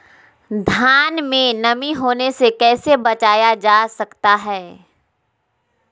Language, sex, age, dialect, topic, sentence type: Magahi, female, 51-55, Southern, agriculture, question